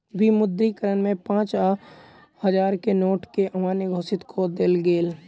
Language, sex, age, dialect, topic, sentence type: Maithili, male, 18-24, Southern/Standard, banking, statement